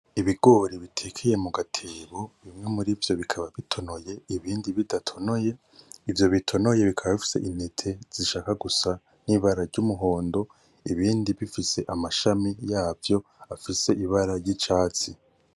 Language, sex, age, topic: Rundi, male, 18-24, agriculture